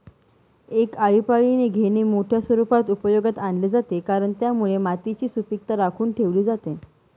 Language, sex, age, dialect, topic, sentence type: Marathi, female, 18-24, Northern Konkan, agriculture, statement